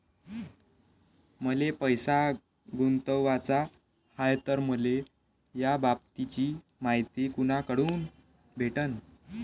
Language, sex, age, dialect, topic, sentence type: Marathi, male, 18-24, Varhadi, banking, question